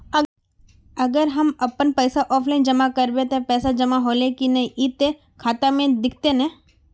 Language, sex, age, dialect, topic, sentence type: Magahi, female, 41-45, Northeastern/Surjapuri, banking, question